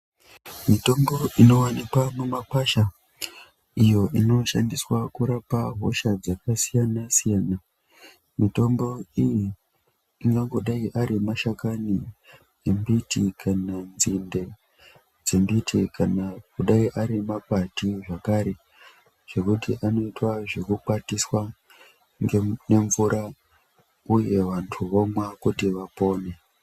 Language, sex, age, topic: Ndau, male, 25-35, health